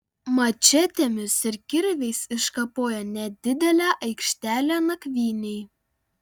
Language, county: Lithuanian, Panevėžys